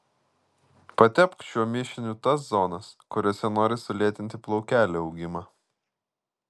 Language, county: Lithuanian, Vilnius